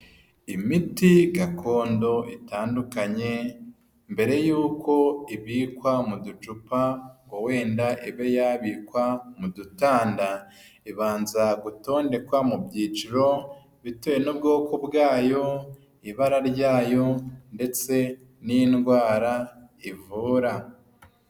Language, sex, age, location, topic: Kinyarwanda, male, 25-35, Huye, health